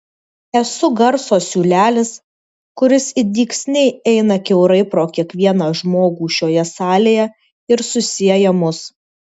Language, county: Lithuanian, Vilnius